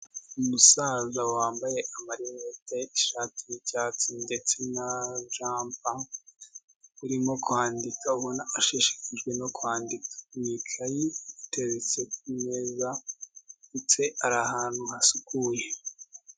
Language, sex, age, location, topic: Kinyarwanda, male, 18-24, Kigali, health